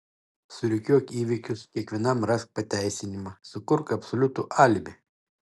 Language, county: Lithuanian, Šiauliai